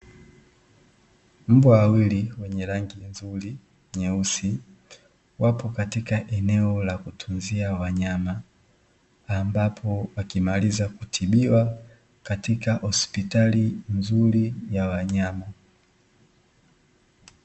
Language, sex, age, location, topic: Swahili, male, 25-35, Dar es Salaam, agriculture